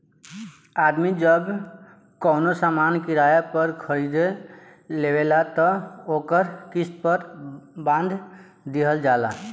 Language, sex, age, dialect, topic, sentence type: Bhojpuri, male, 18-24, Southern / Standard, banking, statement